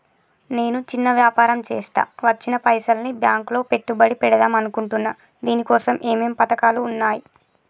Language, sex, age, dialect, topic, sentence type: Telugu, female, 18-24, Telangana, banking, question